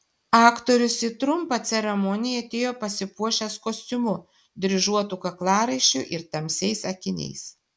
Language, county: Lithuanian, Šiauliai